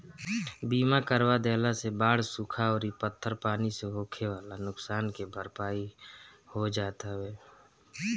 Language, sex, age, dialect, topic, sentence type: Bhojpuri, male, 51-55, Northern, agriculture, statement